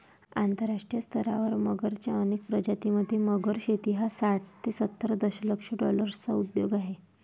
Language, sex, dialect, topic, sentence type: Marathi, female, Varhadi, agriculture, statement